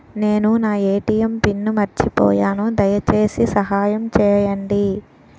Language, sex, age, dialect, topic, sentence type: Telugu, female, 18-24, Utterandhra, banking, statement